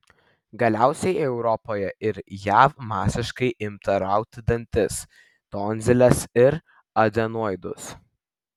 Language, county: Lithuanian, Vilnius